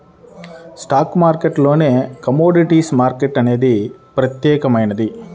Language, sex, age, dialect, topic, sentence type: Telugu, male, 31-35, Central/Coastal, banking, statement